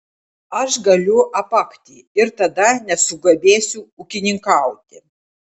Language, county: Lithuanian, Klaipėda